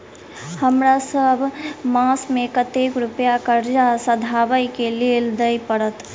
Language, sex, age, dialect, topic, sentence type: Maithili, female, 18-24, Southern/Standard, banking, question